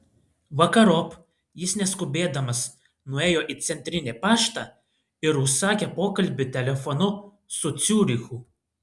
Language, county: Lithuanian, Klaipėda